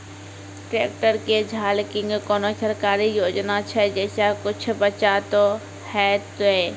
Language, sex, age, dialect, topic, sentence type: Maithili, female, 36-40, Angika, agriculture, question